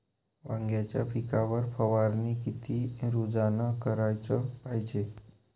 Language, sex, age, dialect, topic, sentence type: Marathi, male, 18-24, Varhadi, agriculture, question